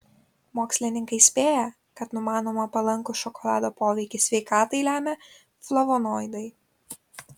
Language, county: Lithuanian, Kaunas